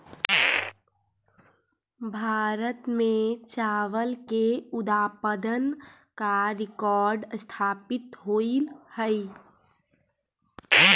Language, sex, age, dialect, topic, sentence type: Magahi, female, 25-30, Central/Standard, agriculture, statement